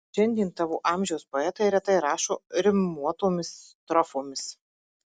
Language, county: Lithuanian, Marijampolė